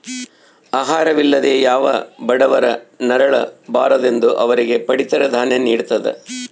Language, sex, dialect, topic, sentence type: Kannada, male, Central, agriculture, statement